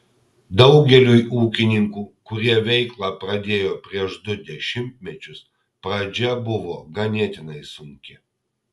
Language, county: Lithuanian, Kaunas